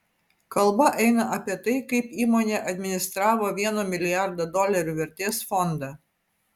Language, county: Lithuanian, Vilnius